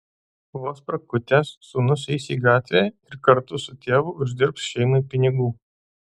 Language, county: Lithuanian, Alytus